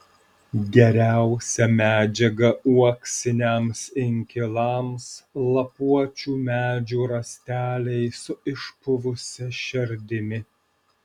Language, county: Lithuanian, Alytus